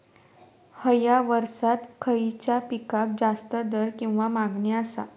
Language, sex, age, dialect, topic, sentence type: Marathi, female, 18-24, Southern Konkan, agriculture, question